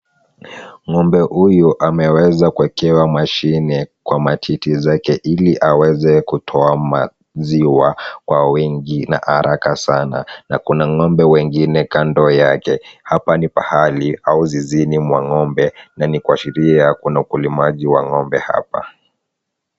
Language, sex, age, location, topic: Swahili, male, 36-49, Kisumu, agriculture